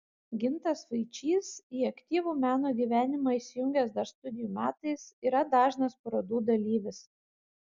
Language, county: Lithuanian, Kaunas